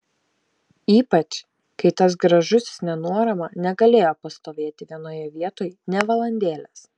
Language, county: Lithuanian, Šiauliai